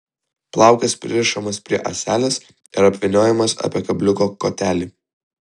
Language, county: Lithuanian, Vilnius